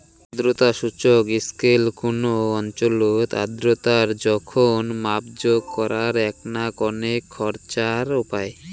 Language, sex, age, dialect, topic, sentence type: Bengali, male, 18-24, Rajbangshi, agriculture, statement